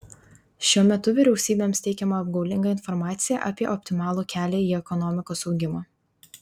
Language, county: Lithuanian, Vilnius